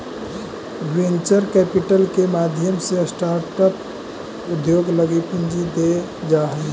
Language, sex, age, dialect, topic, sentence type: Magahi, male, 18-24, Central/Standard, agriculture, statement